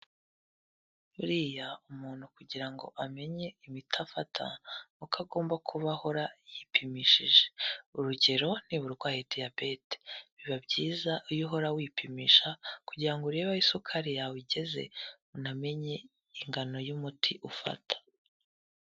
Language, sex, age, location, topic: Kinyarwanda, female, 18-24, Kigali, health